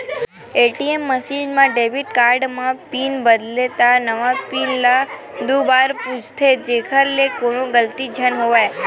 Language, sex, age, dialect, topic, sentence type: Chhattisgarhi, female, 25-30, Western/Budati/Khatahi, banking, statement